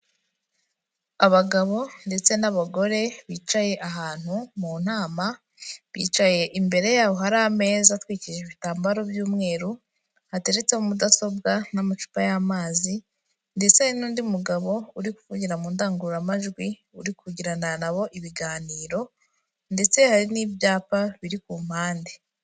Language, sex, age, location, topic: Kinyarwanda, female, 18-24, Kigali, health